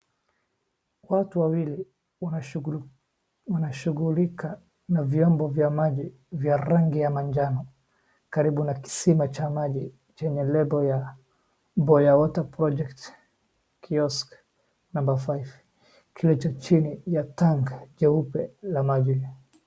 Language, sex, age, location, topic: Swahili, male, 25-35, Wajir, health